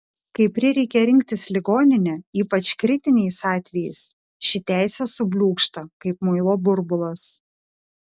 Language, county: Lithuanian, Šiauliai